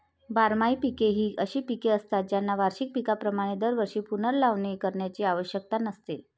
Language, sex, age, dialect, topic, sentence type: Marathi, female, 36-40, Varhadi, agriculture, statement